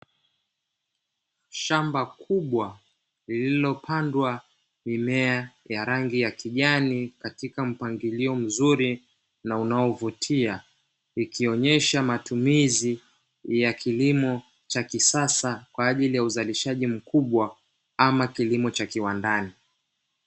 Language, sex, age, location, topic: Swahili, male, 25-35, Dar es Salaam, agriculture